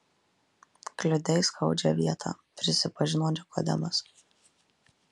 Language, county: Lithuanian, Marijampolė